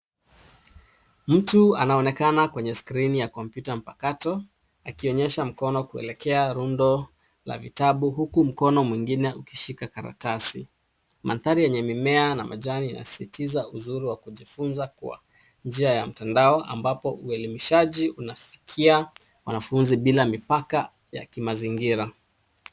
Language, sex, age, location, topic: Swahili, male, 36-49, Nairobi, education